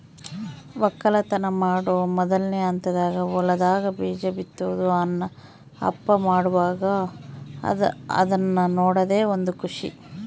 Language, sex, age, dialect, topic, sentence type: Kannada, female, 41-45, Central, agriculture, statement